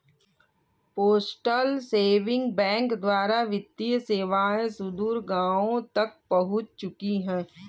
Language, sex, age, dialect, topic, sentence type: Hindi, female, 18-24, Kanauji Braj Bhasha, banking, statement